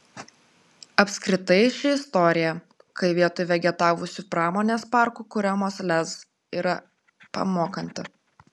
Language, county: Lithuanian, Klaipėda